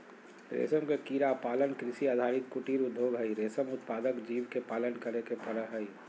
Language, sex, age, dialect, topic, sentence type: Magahi, male, 60-100, Southern, agriculture, statement